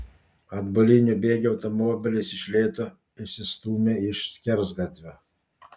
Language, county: Lithuanian, Panevėžys